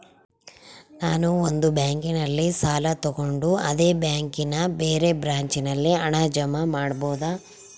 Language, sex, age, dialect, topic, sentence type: Kannada, female, 25-30, Central, banking, question